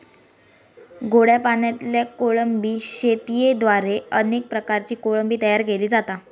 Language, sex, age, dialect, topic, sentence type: Marathi, female, 46-50, Southern Konkan, agriculture, statement